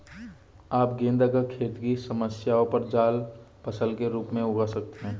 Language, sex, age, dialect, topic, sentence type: Hindi, male, 25-30, Marwari Dhudhari, agriculture, statement